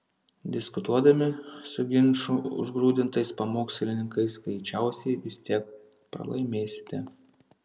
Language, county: Lithuanian, Panevėžys